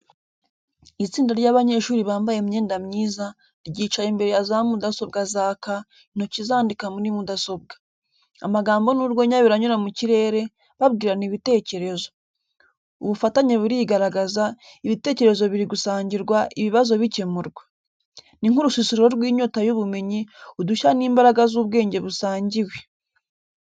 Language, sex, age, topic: Kinyarwanda, female, 18-24, education